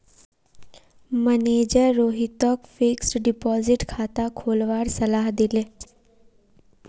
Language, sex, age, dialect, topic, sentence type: Magahi, female, 18-24, Northeastern/Surjapuri, banking, statement